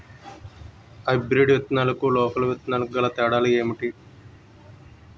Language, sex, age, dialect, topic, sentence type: Telugu, male, 25-30, Utterandhra, agriculture, question